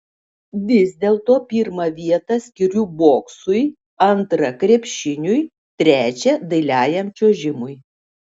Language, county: Lithuanian, Šiauliai